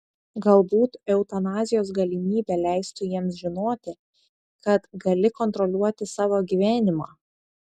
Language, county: Lithuanian, Šiauliai